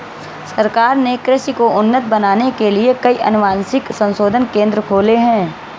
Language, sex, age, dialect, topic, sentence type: Hindi, female, 36-40, Marwari Dhudhari, agriculture, statement